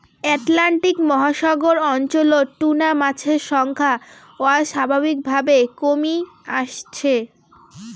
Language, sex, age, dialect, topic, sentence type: Bengali, female, 18-24, Rajbangshi, agriculture, statement